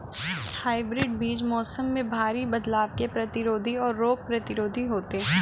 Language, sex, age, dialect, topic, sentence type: Hindi, female, 25-30, Hindustani Malvi Khadi Boli, agriculture, statement